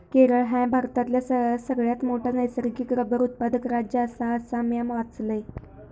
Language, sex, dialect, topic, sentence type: Marathi, female, Southern Konkan, agriculture, statement